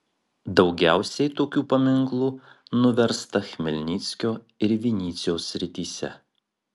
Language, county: Lithuanian, Marijampolė